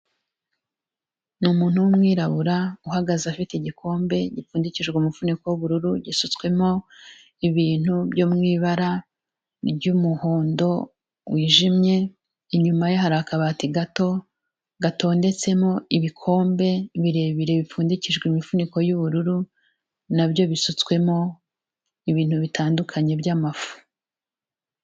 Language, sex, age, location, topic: Kinyarwanda, female, 36-49, Kigali, health